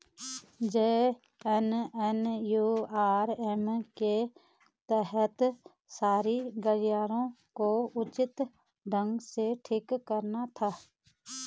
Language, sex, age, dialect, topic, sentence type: Hindi, female, 36-40, Garhwali, banking, statement